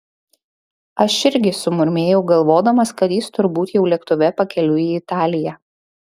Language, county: Lithuanian, Šiauliai